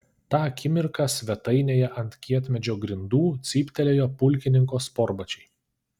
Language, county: Lithuanian, Kaunas